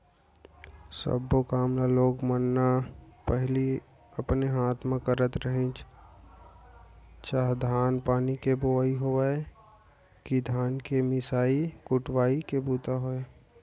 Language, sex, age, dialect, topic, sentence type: Chhattisgarhi, male, 25-30, Central, agriculture, statement